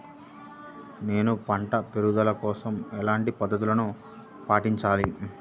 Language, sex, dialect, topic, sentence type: Telugu, male, Central/Coastal, agriculture, question